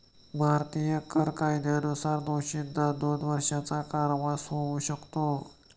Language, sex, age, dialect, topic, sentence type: Marathi, male, 25-30, Standard Marathi, banking, statement